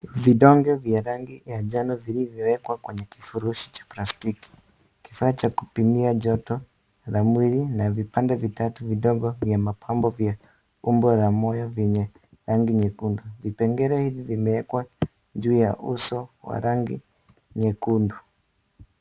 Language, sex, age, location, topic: Swahili, male, 25-35, Kisii, health